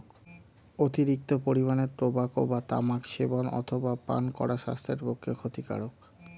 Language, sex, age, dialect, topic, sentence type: Bengali, male, 25-30, Standard Colloquial, agriculture, statement